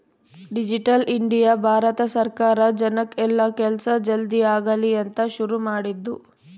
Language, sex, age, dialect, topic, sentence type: Kannada, female, 18-24, Central, banking, statement